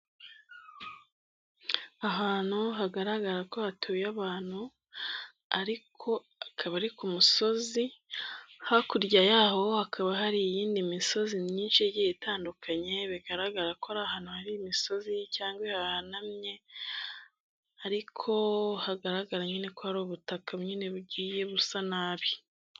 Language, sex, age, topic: Kinyarwanda, female, 25-35, agriculture